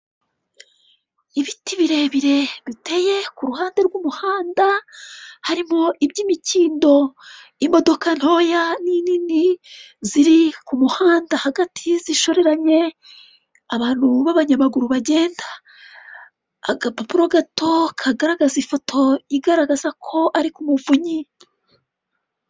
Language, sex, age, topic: Kinyarwanda, female, 36-49, government